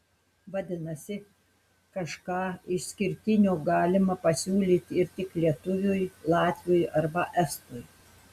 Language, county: Lithuanian, Telšiai